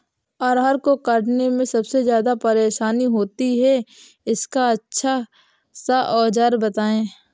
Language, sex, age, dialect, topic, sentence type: Hindi, female, 18-24, Awadhi Bundeli, agriculture, question